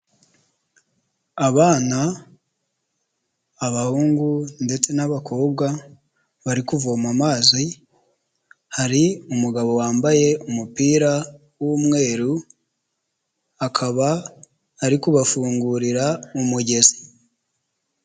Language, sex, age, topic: Kinyarwanda, male, 25-35, health